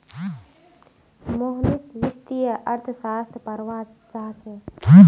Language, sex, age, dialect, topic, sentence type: Magahi, female, 18-24, Northeastern/Surjapuri, banking, statement